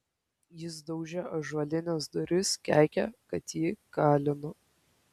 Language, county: Lithuanian, Kaunas